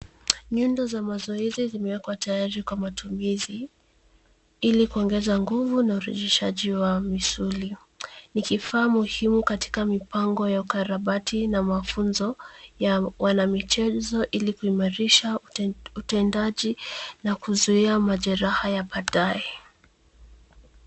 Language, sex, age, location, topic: Swahili, female, 25-35, Nairobi, health